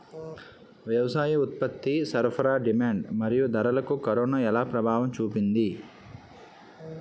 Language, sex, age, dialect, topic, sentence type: Telugu, male, 31-35, Utterandhra, agriculture, question